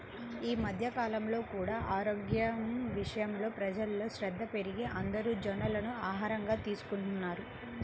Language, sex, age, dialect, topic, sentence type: Telugu, female, 25-30, Central/Coastal, agriculture, statement